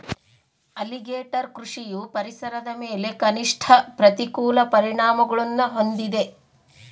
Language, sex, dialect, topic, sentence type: Kannada, female, Central, agriculture, statement